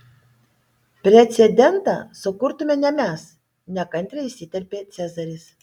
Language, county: Lithuanian, Panevėžys